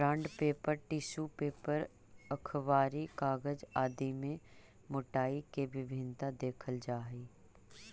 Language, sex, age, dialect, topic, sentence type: Magahi, female, 25-30, Central/Standard, banking, statement